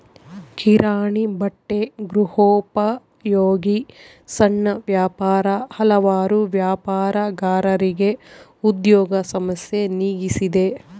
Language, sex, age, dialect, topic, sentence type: Kannada, female, 25-30, Central, agriculture, statement